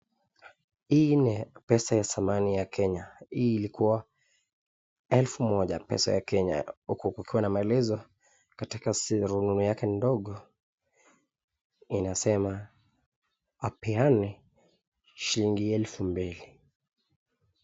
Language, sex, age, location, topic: Swahili, male, 25-35, Nakuru, finance